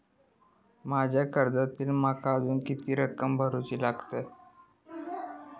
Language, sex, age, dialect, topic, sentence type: Marathi, male, 18-24, Southern Konkan, banking, question